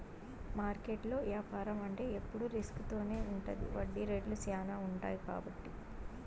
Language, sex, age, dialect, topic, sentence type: Telugu, female, 18-24, Southern, banking, statement